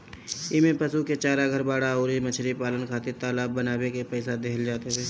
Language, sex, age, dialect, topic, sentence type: Bhojpuri, male, 25-30, Northern, agriculture, statement